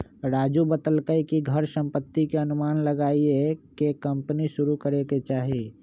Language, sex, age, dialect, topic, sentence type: Magahi, male, 25-30, Western, banking, statement